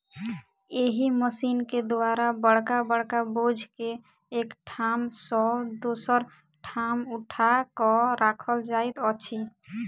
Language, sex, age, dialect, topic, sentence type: Maithili, female, 18-24, Southern/Standard, agriculture, statement